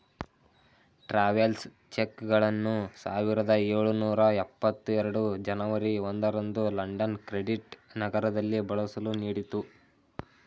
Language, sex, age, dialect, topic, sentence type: Kannada, male, 18-24, Mysore Kannada, banking, statement